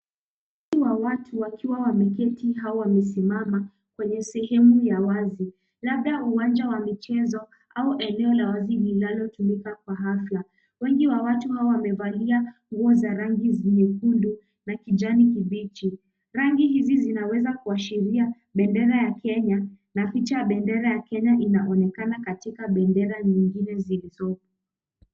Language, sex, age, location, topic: Swahili, female, 18-24, Kisumu, government